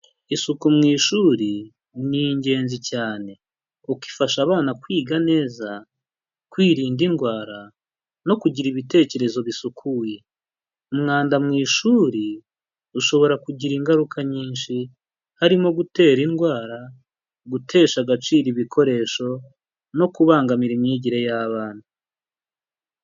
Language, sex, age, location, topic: Kinyarwanda, male, 25-35, Huye, education